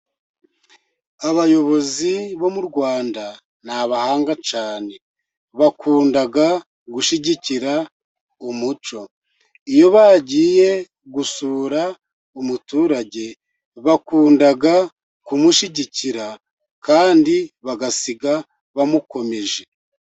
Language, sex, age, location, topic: Kinyarwanda, male, 50+, Musanze, government